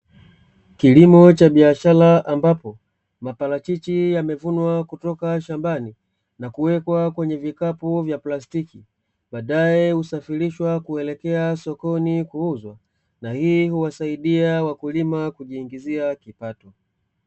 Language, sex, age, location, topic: Swahili, male, 25-35, Dar es Salaam, agriculture